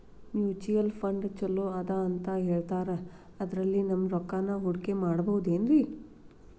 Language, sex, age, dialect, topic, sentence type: Kannada, female, 36-40, Dharwad Kannada, banking, question